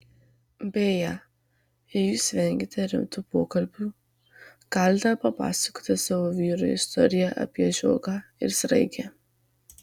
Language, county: Lithuanian, Marijampolė